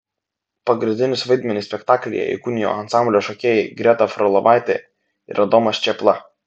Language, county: Lithuanian, Vilnius